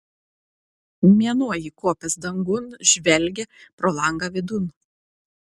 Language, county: Lithuanian, Klaipėda